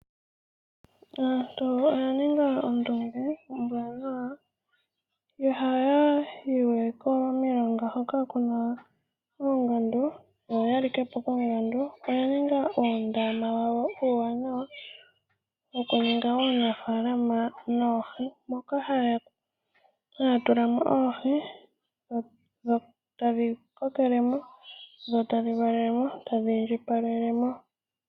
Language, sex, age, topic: Oshiwambo, female, 18-24, agriculture